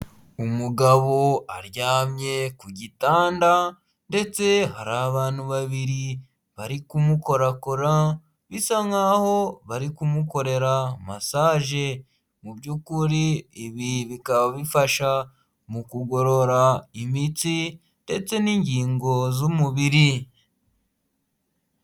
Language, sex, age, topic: Kinyarwanda, male, 18-24, health